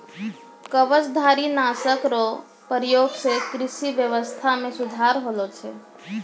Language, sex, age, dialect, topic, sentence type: Maithili, female, 25-30, Angika, agriculture, statement